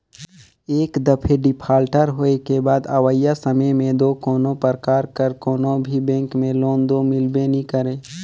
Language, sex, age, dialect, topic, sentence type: Chhattisgarhi, male, 18-24, Northern/Bhandar, banking, statement